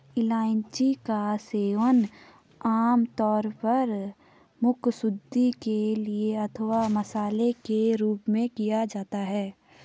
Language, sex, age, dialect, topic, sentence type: Hindi, female, 18-24, Garhwali, agriculture, statement